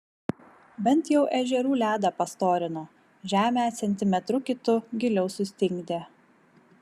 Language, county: Lithuanian, Vilnius